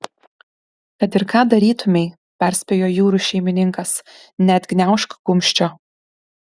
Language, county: Lithuanian, Kaunas